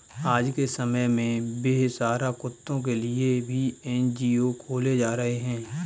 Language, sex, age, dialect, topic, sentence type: Hindi, male, 25-30, Kanauji Braj Bhasha, banking, statement